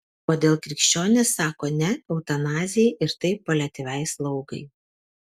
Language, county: Lithuanian, Kaunas